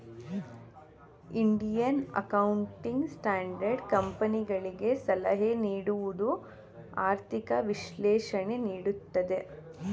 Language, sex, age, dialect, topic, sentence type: Kannada, female, 18-24, Mysore Kannada, banking, statement